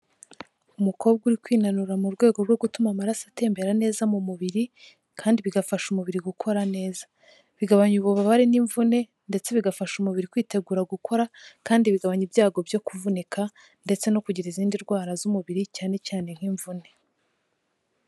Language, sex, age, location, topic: Kinyarwanda, female, 18-24, Kigali, health